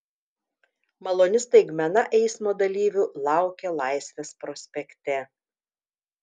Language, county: Lithuanian, Telšiai